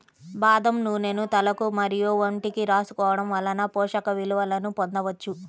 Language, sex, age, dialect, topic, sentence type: Telugu, female, 31-35, Central/Coastal, agriculture, statement